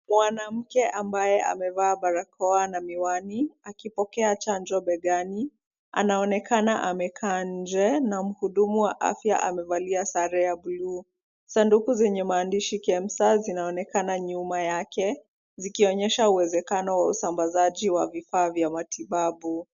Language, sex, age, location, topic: Swahili, female, 25-35, Kisumu, health